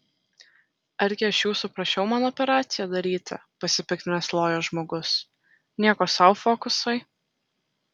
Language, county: Lithuanian, Telšiai